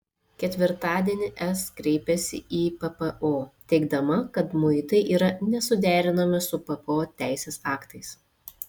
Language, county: Lithuanian, Šiauliai